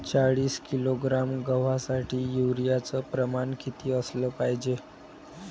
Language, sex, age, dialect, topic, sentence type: Marathi, male, 18-24, Varhadi, agriculture, question